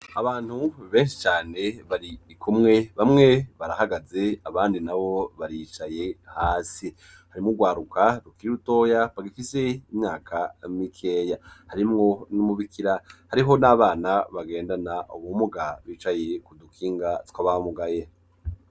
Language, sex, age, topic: Rundi, male, 25-35, education